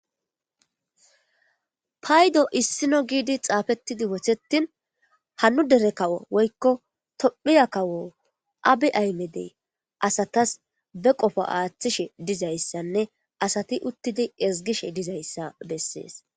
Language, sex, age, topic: Gamo, female, 25-35, government